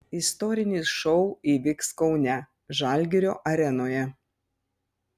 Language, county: Lithuanian, Panevėžys